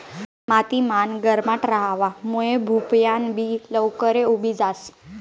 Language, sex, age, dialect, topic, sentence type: Marathi, female, 25-30, Northern Konkan, agriculture, statement